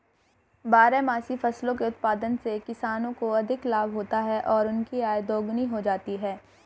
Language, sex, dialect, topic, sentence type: Hindi, female, Hindustani Malvi Khadi Boli, agriculture, statement